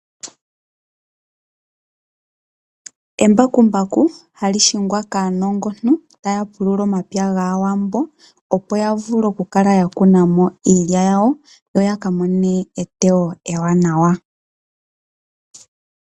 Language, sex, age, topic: Oshiwambo, female, 25-35, agriculture